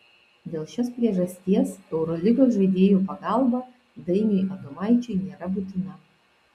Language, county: Lithuanian, Vilnius